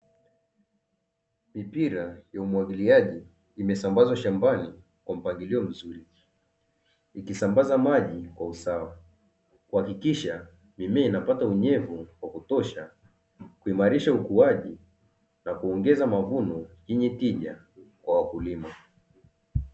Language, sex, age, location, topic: Swahili, male, 25-35, Dar es Salaam, agriculture